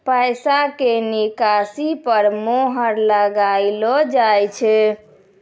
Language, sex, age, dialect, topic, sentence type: Maithili, female, 56-60, Angika, banking, statement